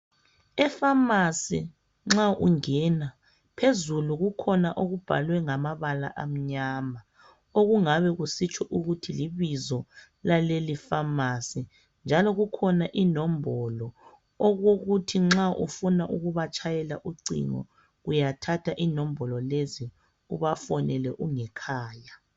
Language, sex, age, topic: North Ndebele, female, 25-35, health